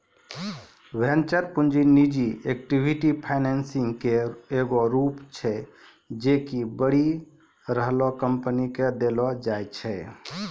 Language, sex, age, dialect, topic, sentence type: Maithili, male, 25-30, Angika, banking, statement